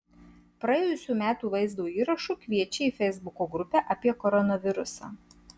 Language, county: Lithuanian, Marijampolė